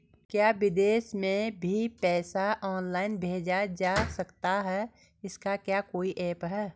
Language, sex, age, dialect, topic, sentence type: Hindi, female, 46-50, Garhwali, banking, question